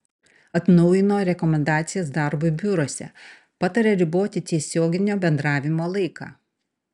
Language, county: Lithuanian, Panevėžys